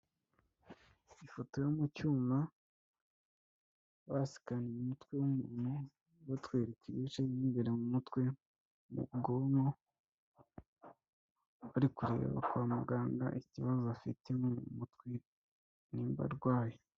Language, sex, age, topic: Kinyarwanda, male, 25-35, health